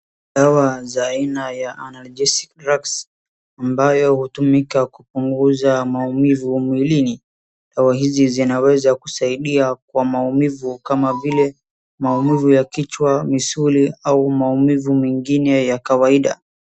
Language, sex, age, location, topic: Swahili, male, 18-24, Wajir, health